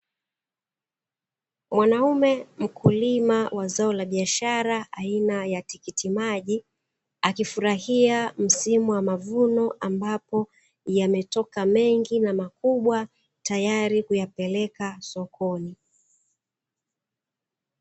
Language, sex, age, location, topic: Swahili, female, 36-49, Dar es Salaam, agriculture